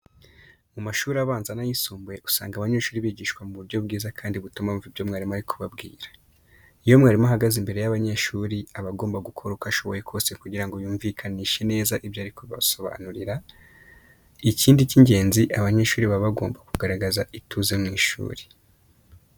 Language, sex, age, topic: Kinyarwanda, male, 25-35, education